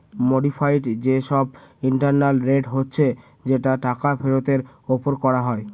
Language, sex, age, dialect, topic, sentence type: Bengali, male, <18, Northern/Varendri, banking, statement